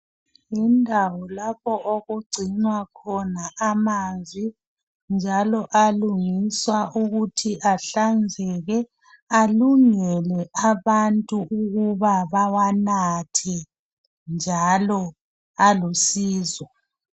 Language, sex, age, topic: North Ndebele, female, 36-49, health